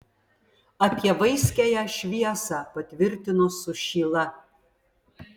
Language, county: Lithuanian, Vilnius